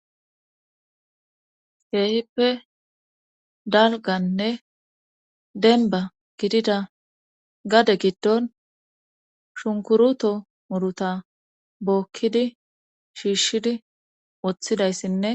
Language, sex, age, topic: Gamo, female, 25-35, government